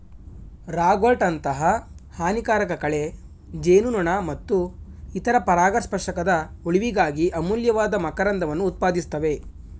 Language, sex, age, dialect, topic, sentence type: Kannada, male, 18-24, Mysore Kannada, agriculture, statement